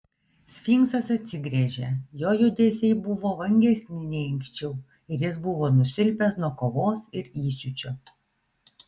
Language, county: Lithuanian, Vilnius